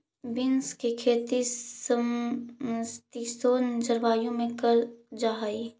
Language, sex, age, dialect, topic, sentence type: Magahi, female, 41-45, Central/Standard, agriculture, statement